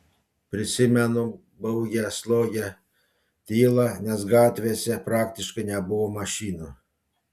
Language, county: Lithuanian, Panevėžys